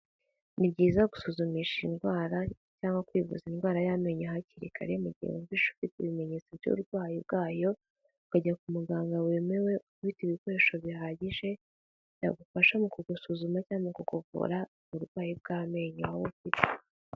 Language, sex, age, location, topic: Kinyarwanda, female, 18-24, Kigali, health